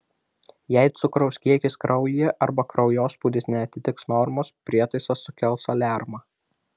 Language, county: Lithuanian, Vilnius